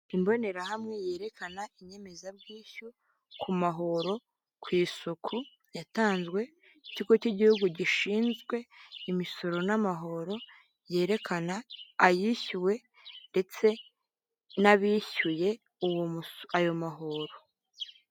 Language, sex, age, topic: Kinyarwanda, female, 18-24, finance